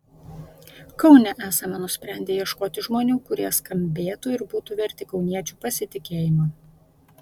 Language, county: Lithuanian, Vilnius